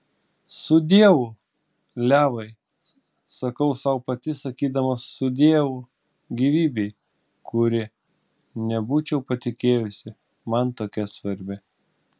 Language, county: Lithuanian, Klaipėda